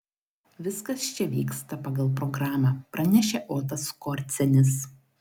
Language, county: Lithuanian, Klaipėda